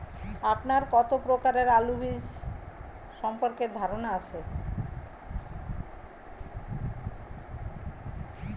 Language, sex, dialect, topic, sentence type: Bengali, female, Standard Colloquial, agriculture, question